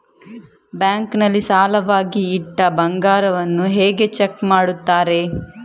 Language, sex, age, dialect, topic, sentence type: Kannada, female, 60-100, Coastal/Dakshin, banking, question